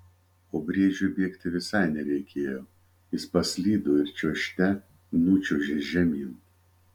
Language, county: Lithuanian, Vilnius